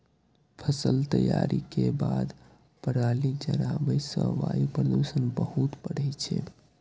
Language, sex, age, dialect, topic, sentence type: Maithili, male, 18-24, Eastern / Thethi, agriculture, statement